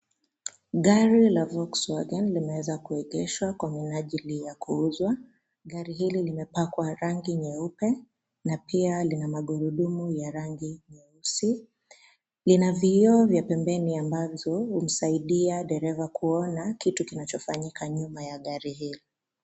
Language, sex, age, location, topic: Swahili, female, 25-35, Nairobi, finance